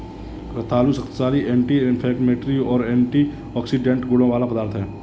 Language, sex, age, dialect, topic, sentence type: Hindi, male, 25-30, Kanauji Braj Bhasha, agriculture, statement